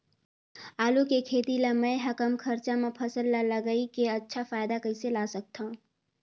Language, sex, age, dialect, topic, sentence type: Chhattisgarhi, female, 18-24, Northern/Bhandar, agriculture, question